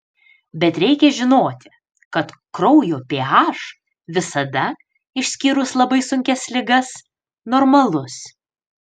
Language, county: Lithuanian, Panevėžys